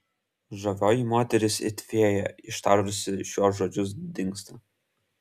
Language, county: Lithuanian, Kaunas